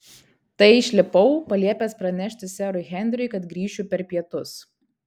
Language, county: Lithuanian, Kaunas